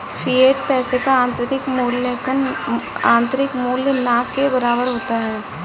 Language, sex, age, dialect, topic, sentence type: Hindi, female, 31-35, Kanauji Braj Bhasha, banking, statement